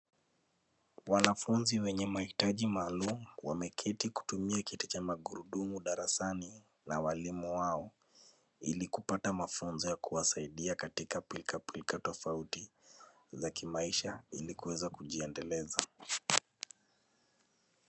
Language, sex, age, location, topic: Swahili, male, 25-35, Nairobi, education